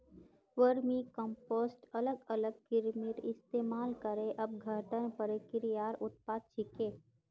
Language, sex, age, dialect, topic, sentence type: Magahi, female, 51-55, Northeastern/Surjapuri, agriculture, statement